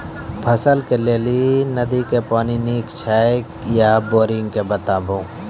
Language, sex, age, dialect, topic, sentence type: Maithili, male, 18-24, Angika, agriculture, question